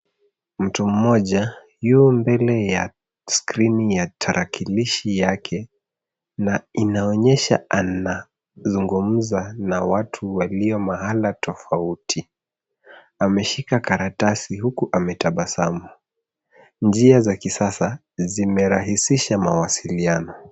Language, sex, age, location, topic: Swahili, male, 36-49, Nairobi, education